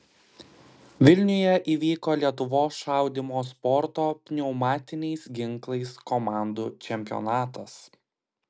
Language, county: Lithuanian, Klaipėda